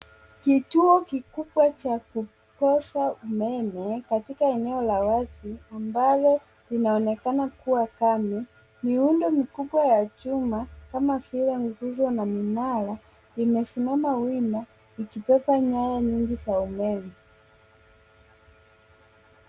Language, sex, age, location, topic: Swahili, female, 25-35, Nairobi, government